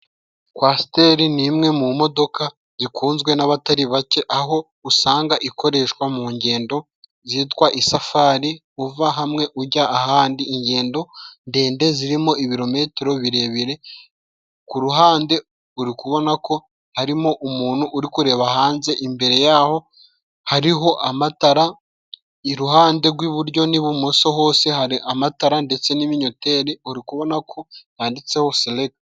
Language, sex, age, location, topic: Kinyarwanda, male, 25-35, Musanze, government